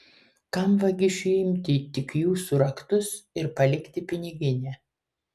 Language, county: Lithuanian, Kaunas